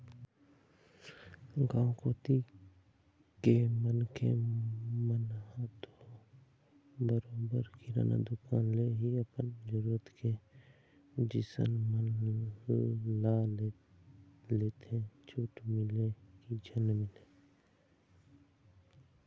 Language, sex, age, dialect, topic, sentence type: Chhattisgarhi, male, 18-24, Eastern, banking, statement